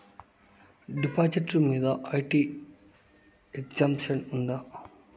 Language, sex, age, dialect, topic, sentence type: Telugu, male, 31-35, Southern, banking, question